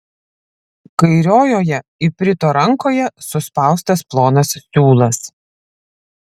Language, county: Lithuanian, Vilnius